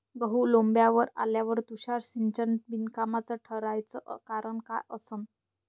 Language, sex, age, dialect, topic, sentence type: Marathi, male, 60-100, Varhadi, agriculture, question